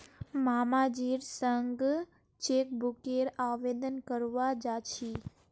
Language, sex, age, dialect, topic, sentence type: Magahi, female, 18-24, Northeastern/Surjapuri, banking, statement